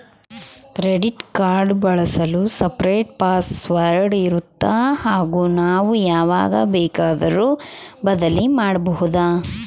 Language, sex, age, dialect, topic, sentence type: Kannada, female, 36-40, Central, banking, question